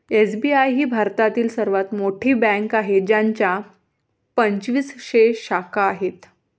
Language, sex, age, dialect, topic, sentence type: Marathi, female, 25-30, Varhadi, banking, statement